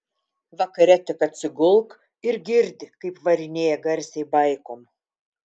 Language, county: Lithuanian, Telšiai